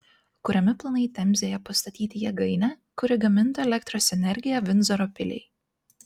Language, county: Lithuanian, Klaipėda